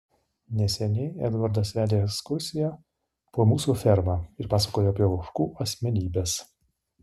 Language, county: Lithuanian, Utena